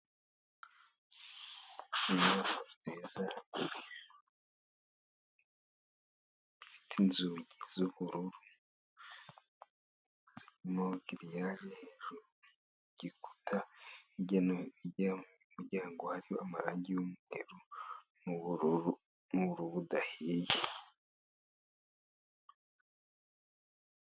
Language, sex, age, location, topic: Kinyarwanda, male, 50+, Musanze, finance